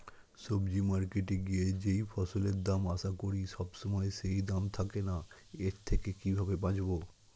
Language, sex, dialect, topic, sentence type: Bengali, male, Standard Colloquial, agriculture, question